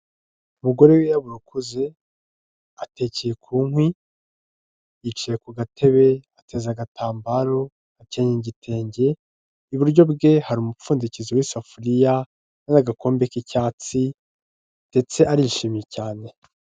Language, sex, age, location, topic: Kinyarwanda, male, 25-35, Kigali, health